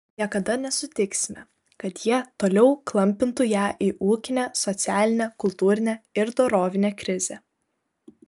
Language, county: Lithuanian, Kaunas